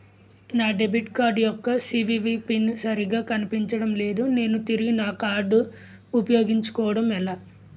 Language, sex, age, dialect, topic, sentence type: Telugu, male, 25-30, Utterandhra, banking, question